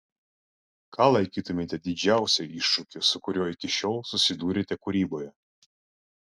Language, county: Lithuanian, Klaipėda